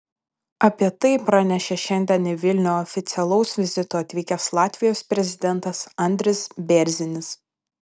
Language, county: Lithuanian, Panevėžys